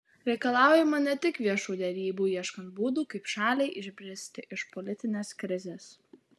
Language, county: Lithuanian, Utena